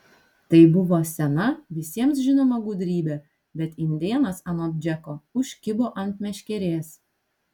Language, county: Lithuanian, Vilnius